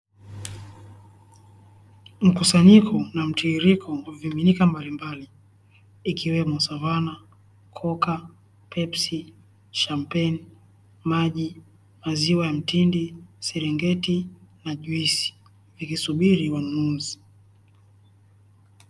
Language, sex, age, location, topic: Swahili, male, 18-24, Dar es Salaam, finance